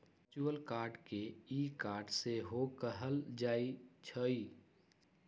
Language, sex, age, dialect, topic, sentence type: Magahi, male, 56-60, Western, banking, statement